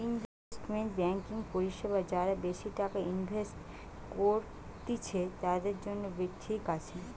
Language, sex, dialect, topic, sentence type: Bengali, female, Western, banking, statement